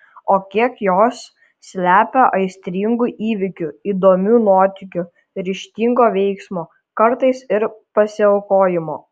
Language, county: Lithuanian, Kaunas